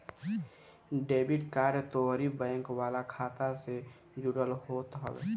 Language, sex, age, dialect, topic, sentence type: Bhojpuri, male, <18, Northern, banking, statement